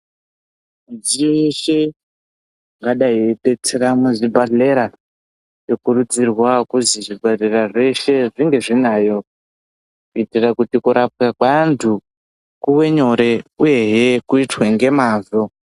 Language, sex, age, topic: Ndau, male, 18-24, health